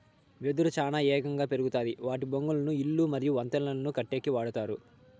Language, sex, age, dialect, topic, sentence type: Telugu, male, 18-24, Southern, agriculture, statement